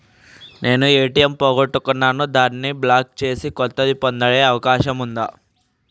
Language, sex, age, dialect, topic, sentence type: Telugu, male, 18-24, Telangana, banking, question